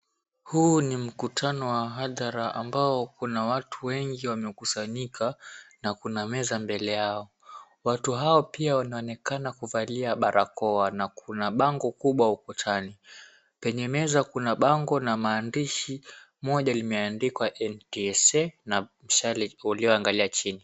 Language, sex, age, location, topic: Swahili, male, 18-24, Mombasa, government